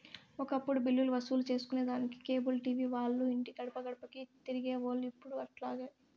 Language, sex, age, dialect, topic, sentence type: Telugu, female, 56-60, Southern, banking, statement